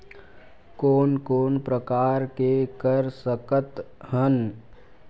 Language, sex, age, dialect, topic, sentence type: Chhattisgarhi, male, 41-45, Western/Budati/Khatahi, banking, question